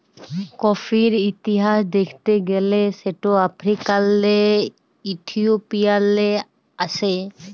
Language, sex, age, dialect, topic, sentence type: Bengali, female, 41-45, Jharkhandi, agriculture, statement